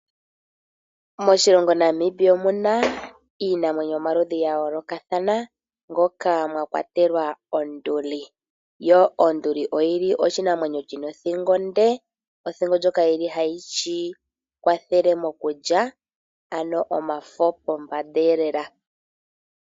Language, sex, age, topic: Oshiwambo, female, 18-24, agriculture